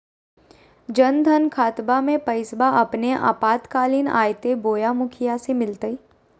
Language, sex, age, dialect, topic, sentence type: Magahi, female, 18-24, Southern, banking, question